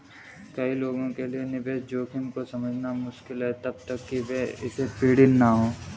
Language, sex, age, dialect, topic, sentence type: Hindi, male, 18-24, Kanauji Braj Bhasha, banking, statement